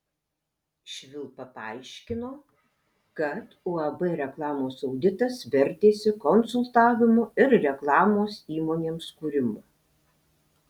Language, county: Lithuanian, Alytus